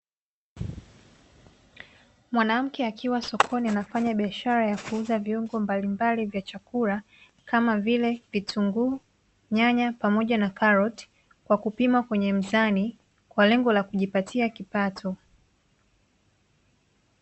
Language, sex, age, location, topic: Swahili, female, 25-35, Dar es Salaam, finance